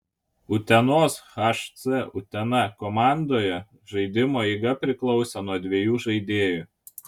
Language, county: Lithuanian, Kaunas